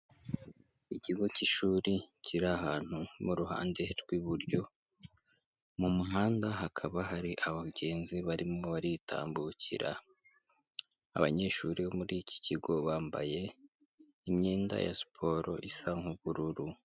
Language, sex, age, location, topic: Kinyarwanda, female, 18-24, Kigali, education